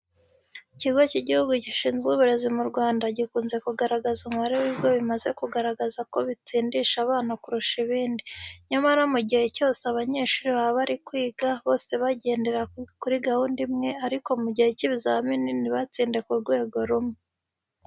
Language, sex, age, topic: Kinyarwanda, female, 25-35, education